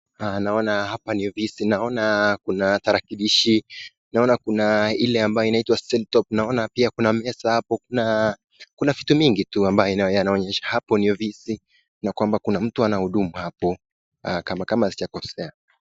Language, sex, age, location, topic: Swahili, male, 18-24, Nakuru, education